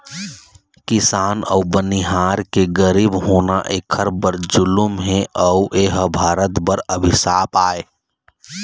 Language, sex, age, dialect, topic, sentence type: Chhattisgarhi, male, 31-35, Eastern, agriculture, statement